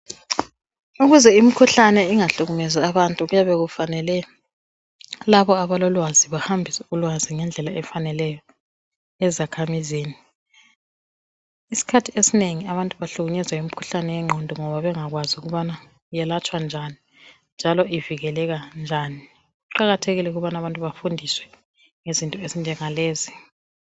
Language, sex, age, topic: North Ndebele, female, 36-49, health